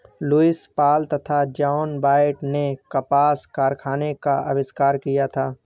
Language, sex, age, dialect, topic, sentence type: Hindi, male, 36-40, Awadhi Bundeli, agriculture, statement